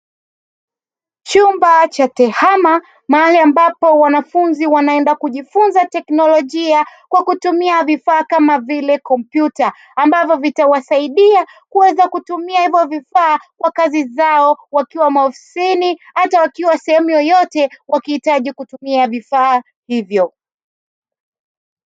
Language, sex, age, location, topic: Swahili, female, 36-49, Dar es Salaam, education